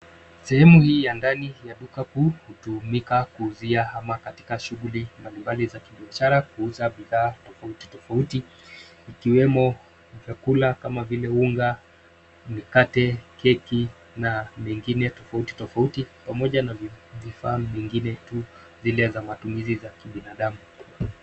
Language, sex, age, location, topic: Swahili, male, 25-35, Nairobi, finance